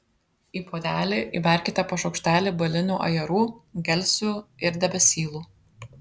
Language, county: Lithuanian, Vilnius